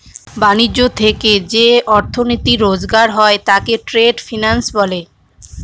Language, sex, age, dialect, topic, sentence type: Bengali, female, 25-30, Northern/Varendri, banking, statement